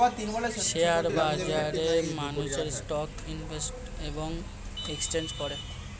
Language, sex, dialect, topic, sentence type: Bengali, male, Standard Colloquial, banking, statement